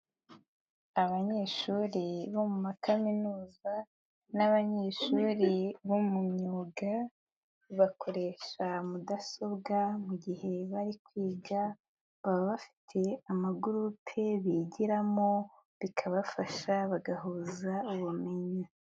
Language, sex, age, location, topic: Kinyarwanda, female, 18-24, Nyagatare, education